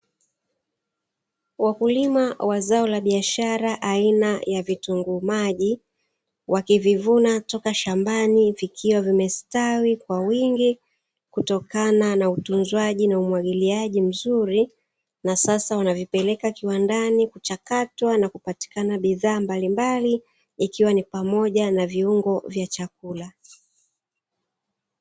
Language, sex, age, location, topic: Swahili, female, 36-49, Dar es Salaam, agriculture